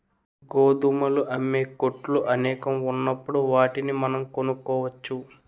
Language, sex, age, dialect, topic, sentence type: Telugu, male, 18-24, Utterandhra, agriculture, statement